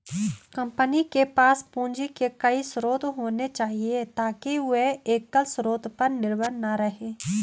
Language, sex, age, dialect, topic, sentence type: Hindi, female, 25-30, Garhwali, banking, statement